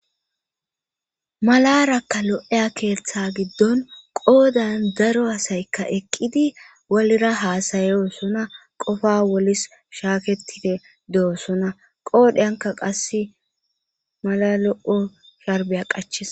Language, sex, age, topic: Gamo, female, 25-35, government